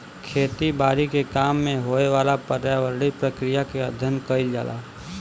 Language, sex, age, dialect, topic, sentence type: Bhojpuri, male, 18-24, Western, agriculture, statement